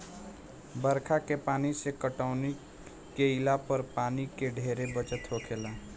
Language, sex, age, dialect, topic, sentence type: Bhojpuri, male, 18-24, Southern / Standard, agriculture, statement